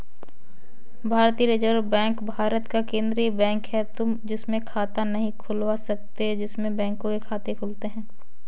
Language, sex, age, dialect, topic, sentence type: Hindi, female, 18-24, Kanauji Braj Bhasha, banking, statement